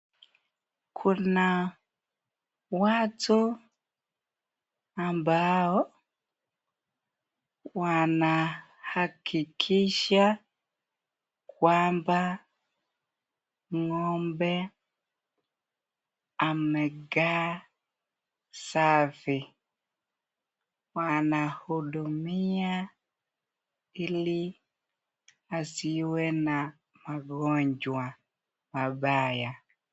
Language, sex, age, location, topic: Swahili, male, 18-24, Nakuru, agriculture